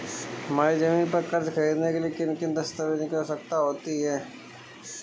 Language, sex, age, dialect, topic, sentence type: Hindi, male, 25-30, Awadhi Bundeli, banking, question